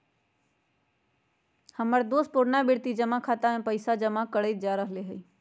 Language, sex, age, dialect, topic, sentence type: Magahi, female, 56-60, Western, banking, statement